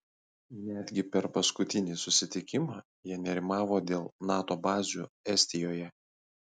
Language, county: Lithuanian, Kaunas